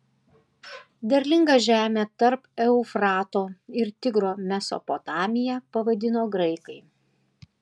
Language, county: Lithuanian, Panevėžys